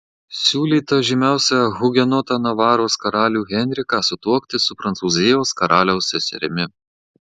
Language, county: Lithuanian, Marijampolė